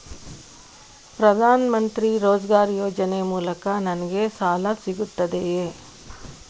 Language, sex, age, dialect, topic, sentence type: Kannada, female, 18-24, Coastal/Dakshin, banking, question